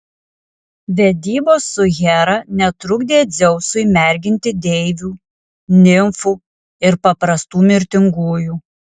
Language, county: Lithuanian, Alytus